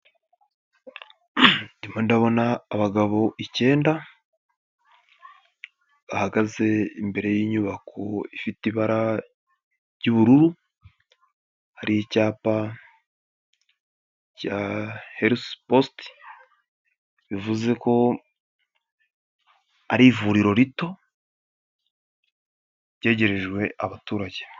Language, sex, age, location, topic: Kinyarwanda, male, 18-24, Nyagatare, health